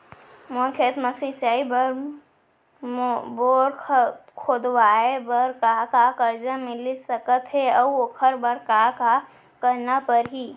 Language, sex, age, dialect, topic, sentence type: Chhattisgarhi, female, 18-24, Central, agriculture, question